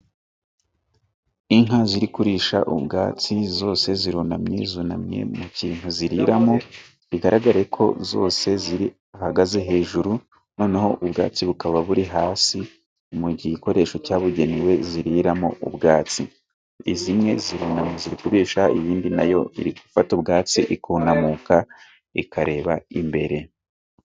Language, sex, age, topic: Kinyarwanda, male, 18-24, agriculture